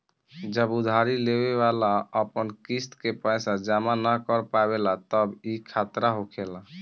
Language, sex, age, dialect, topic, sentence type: Bhojpuri, male, 18-24, Southern / Standard, banking, statement